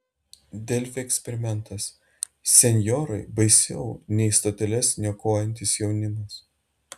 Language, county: Lithuanian, Šiauliai